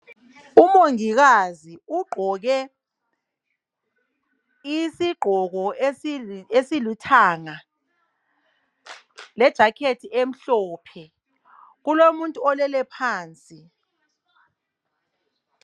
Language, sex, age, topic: North Ndebele, female, 36-49, health